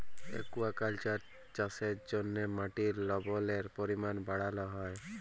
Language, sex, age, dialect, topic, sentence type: Bengali, female, 31-35, Jharkhandi, agriculture, statement